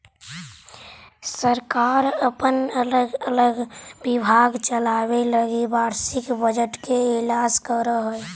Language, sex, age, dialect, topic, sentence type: Magahi, female, 25-30, Central/Standard, banking, statement